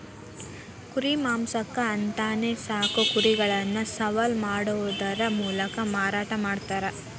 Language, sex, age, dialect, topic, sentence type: Kannada, female, 18-24, Dharwad Kannada, agriculture, statement